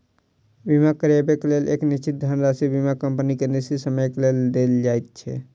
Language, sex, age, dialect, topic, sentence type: Maithili, male, 60-100, Southern/Standard, banking, statement